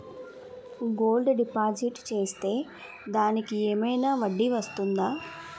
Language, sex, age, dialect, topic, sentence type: Telugu, female, 18-24, Utterandhra, banking, question